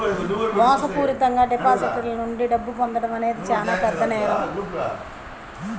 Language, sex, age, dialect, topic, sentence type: Telugu, male, 51-55, Central/Coastal, banking, statement